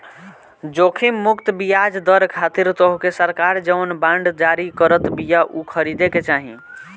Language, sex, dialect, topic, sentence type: Bhojpuri, male, Northern, banking, statement